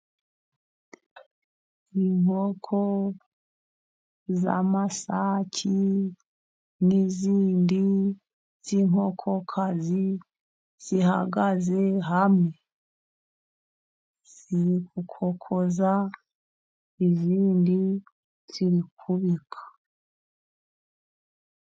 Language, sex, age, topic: Kinyarwanda, female, 50+, agriculture